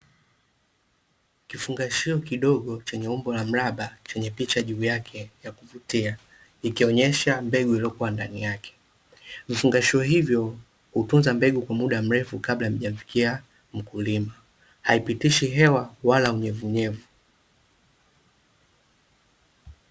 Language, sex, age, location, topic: Swahili, male, 25-35, Dar es Salaam, agriculture